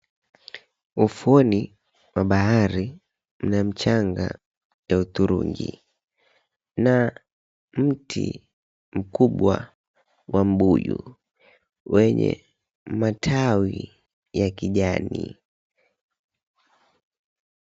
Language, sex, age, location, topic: Swahili, female, 18-24, Mombasa, agriculture